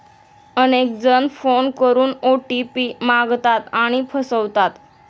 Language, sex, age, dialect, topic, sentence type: Marathi, female, 18-24, Standard Marathi, banking, statement